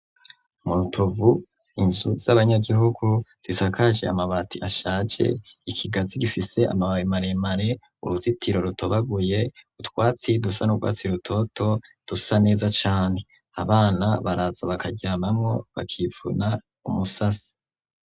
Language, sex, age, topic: Rundi, male, 25-35, education